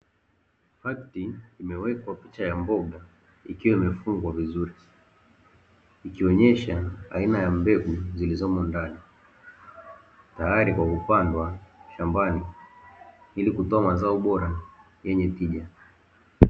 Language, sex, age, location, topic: Swahili, male, 18-24, Dar es Salaam, agriculture